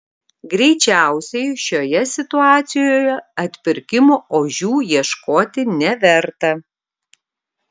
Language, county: Lithuanian, Kaunas